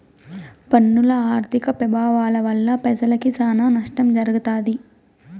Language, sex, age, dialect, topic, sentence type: Telugu, female, 18-24, Southern, banking, statement